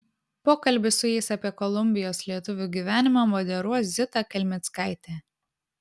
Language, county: Lithuanian, Vilnius